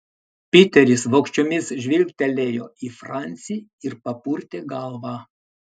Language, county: Lithuanian, Klaipėda